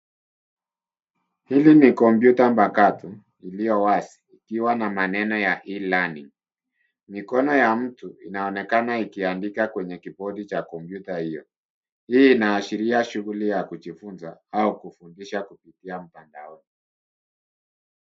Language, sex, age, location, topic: Swahili, male, 50+, Nairobi, education